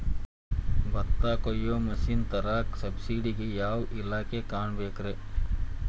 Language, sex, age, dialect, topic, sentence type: Kannada, male, 36-40, Dharwad Kannada, agriculture, question